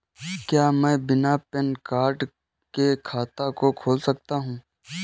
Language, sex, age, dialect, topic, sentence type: Hindi, male, 18-24, Kanauji Braj Bhasha, banking, question